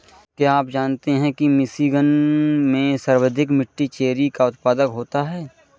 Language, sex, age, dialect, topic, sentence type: Hindi, male, 25-30, Awadhi Bundeli, agriculture, statement